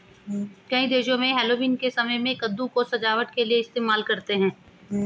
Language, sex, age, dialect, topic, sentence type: Hindi, male, 36-40, Hindustani Malvi Khadi Boli, agriculture, statement